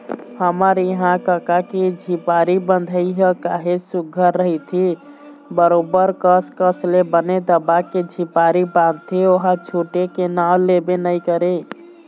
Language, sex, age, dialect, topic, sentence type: Chhattisgarhi, male, 18-24, Eastern, agriculture, statement